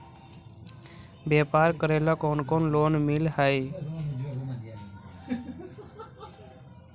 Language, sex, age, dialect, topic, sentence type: Magahi, male, 60-100, Central/Standard, banking, question